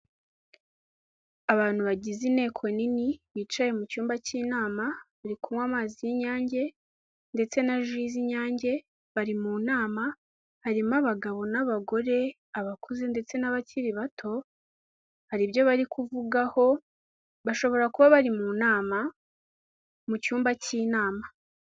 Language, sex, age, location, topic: Kinyarwanda, female, 18-24, Kigali, government